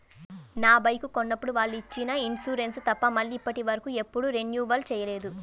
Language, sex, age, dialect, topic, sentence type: Telugu, female, 18-24, Central/Coastal, banking, statement